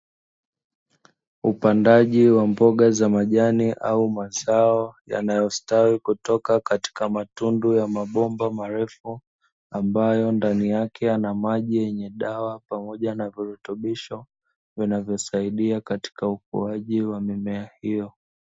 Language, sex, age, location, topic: Swahili, male, 25-35, Dar es Salaam, agriculture